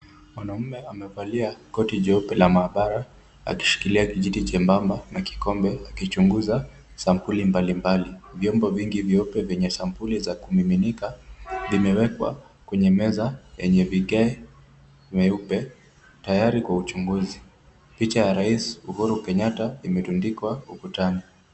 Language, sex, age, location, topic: Swahili, male, 18-24, Kisumu, agriculture